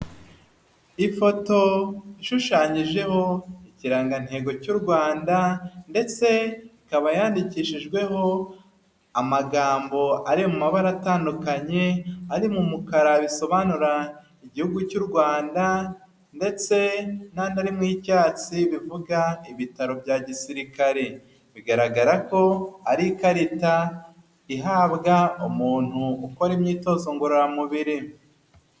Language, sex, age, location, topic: Kinyarwanda, male, 25-35, Huye, health